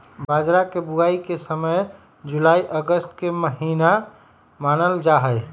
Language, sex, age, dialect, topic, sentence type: Magahi, male, 18-24, Western, agriculture, statement